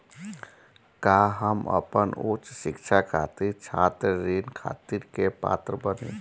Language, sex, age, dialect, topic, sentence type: Bhojpuri, male, 31-35, Northern, banking, statement